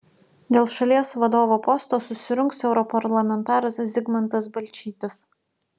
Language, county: Lithuanian, Utena